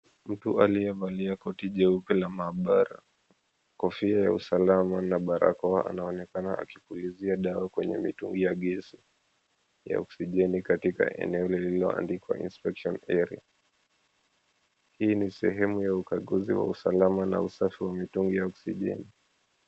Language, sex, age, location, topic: Swahili, male, 25-35, Mombasa, health